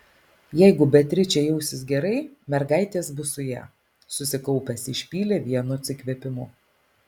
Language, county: Lithuanian, Alytus